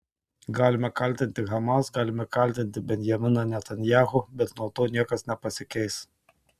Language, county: Lithuanian, Tauragė